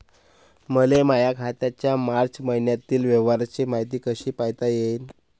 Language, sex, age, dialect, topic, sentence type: Marathi, male, 25-30, Varhadi, banking, question